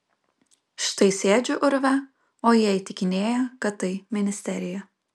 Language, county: Lithuanian, Kaunas